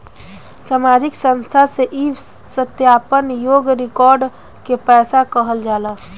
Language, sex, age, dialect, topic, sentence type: Bhojpuri, female, 18-24, Southern / Standard, banking, statement